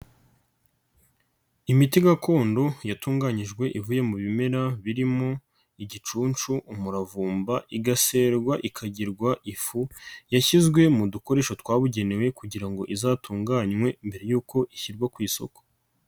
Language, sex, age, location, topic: Kinyarwanda, male, 25-35, Nyagatare, health